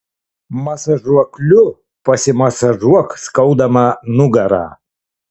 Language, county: Lithuanian, Kaunas